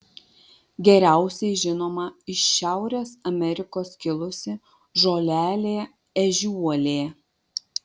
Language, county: Lithuanian, Vilnius